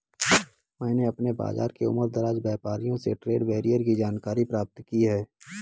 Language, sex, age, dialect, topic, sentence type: Hindi, male, 18-24, Kanauji Braj Bhasha, banking, statement